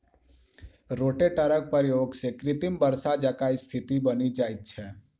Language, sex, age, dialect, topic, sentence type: Maithili, male, 18-24, Southern/Standard, agriculture, statement